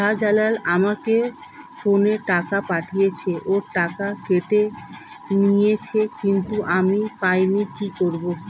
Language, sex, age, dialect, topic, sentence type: Bengali, female, 31-35, Standard Colloquial, banking, question